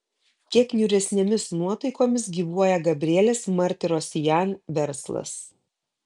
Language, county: Lithuanian, Kaunas